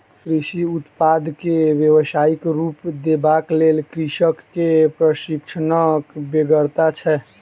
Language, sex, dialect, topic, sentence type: Maithili, male, Southern/Standard, agriculture, statement